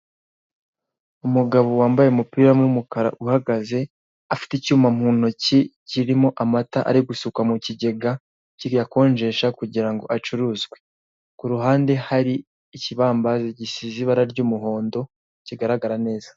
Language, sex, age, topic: Kinyarwanda, male, 18-24, finance